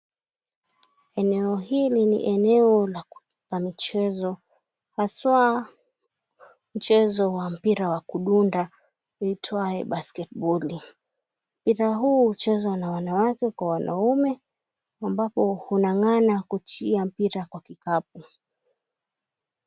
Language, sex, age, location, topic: Swahili, female, 25-35, Mombasa, government